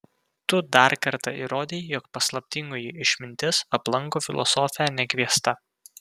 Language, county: Lithuanian, Vilnius